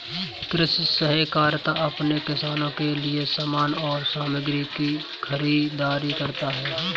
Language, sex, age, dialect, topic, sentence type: Hindi, male, 31-35, Kanauji Braj Bhasha, agriculture, statement